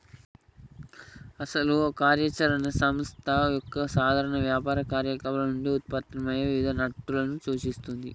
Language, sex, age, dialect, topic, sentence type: Telugu, male, 51-55, Telangana, banking, statement